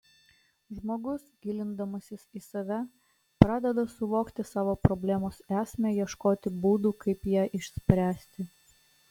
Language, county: Lithuanian, Klaipėda